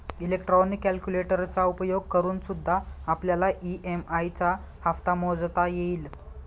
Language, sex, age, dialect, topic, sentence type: Marathi, male, 25-30, Northern Konkan, banking, statement